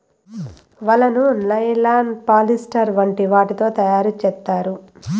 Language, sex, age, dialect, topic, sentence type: Telugu, female, 36-40, Southern, agriculture, statement